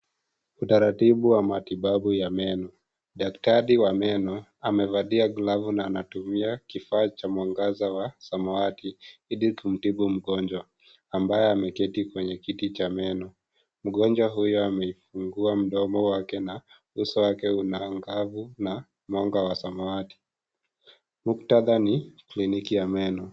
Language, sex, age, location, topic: Swahili, female, 25-35, Kisii, health